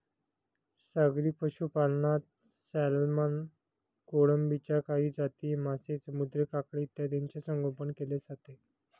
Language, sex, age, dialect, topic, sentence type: Marathi, male, 31-35, Standard Marathi, agriculture, statement